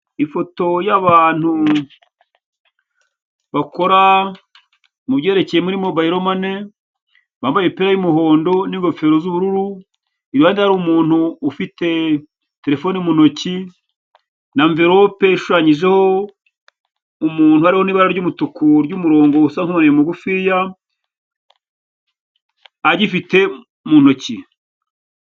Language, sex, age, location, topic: Kinyarwanda, male, 50+, Kigali, finance